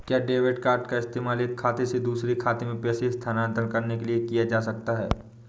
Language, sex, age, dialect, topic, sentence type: Hindi, male, 18-24, Awadhi Bundeli, banking, question